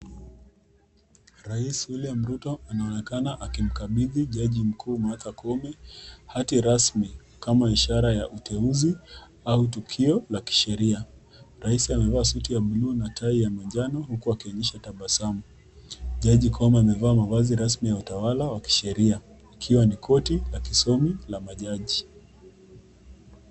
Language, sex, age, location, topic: Swahili, female, 25-35, Nakuru, government